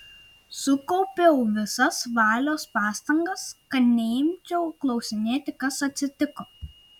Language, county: Lithuanian, Klaipėda